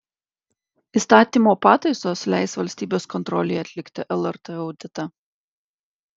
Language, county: Lithuanian, Klaipėda